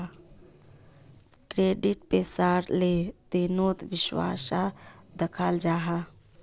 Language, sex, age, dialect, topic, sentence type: Magahi, female, 31-35, Northeastern/Surjapuri, banking, statement